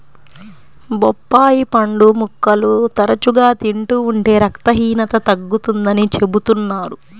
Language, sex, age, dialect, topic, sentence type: Telugu, female, 31-35, Central/Coastal, agriculture, statement